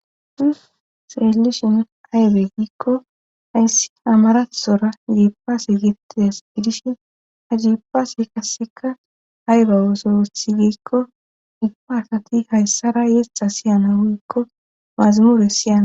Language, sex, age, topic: Gamo, female, 25-35, government